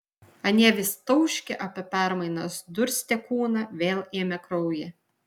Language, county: Lithuanian, Vilnius